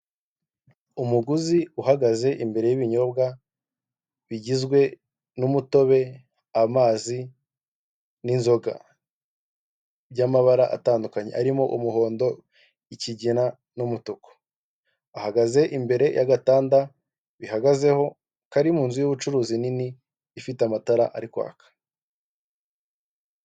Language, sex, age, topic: Kinyarwanda, male, 18-24, finance